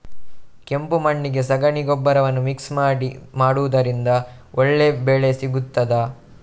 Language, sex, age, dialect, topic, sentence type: Kannada, male, 31-35, Coastal/Dakshin, agriculture, question